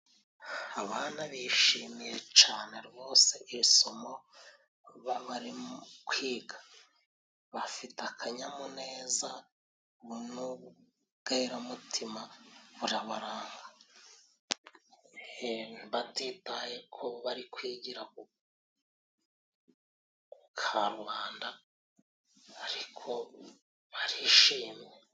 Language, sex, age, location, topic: Kinyarwanda, male, 36-49, Musanze, education